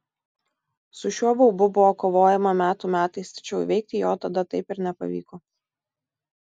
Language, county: Lithuanian, Tauragė